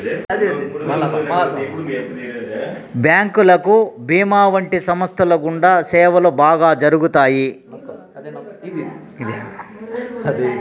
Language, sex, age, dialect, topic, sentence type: Telugu, male, 46-50, Southern, banking, statement